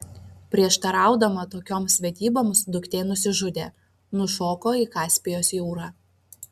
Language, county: Lithuanian, Vilnius